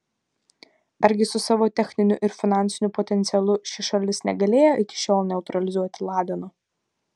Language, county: Lithuanian, Vilnius